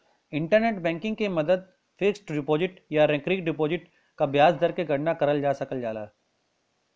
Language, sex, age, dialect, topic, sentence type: Bhojpuri, male, 41-45, Western, banking, statement